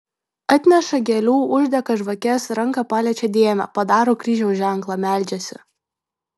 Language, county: Lithuanian, Vilnius